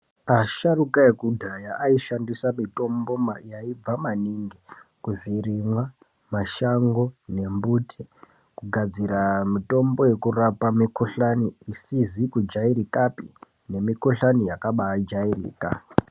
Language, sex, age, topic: Ndau, male, 18-24, health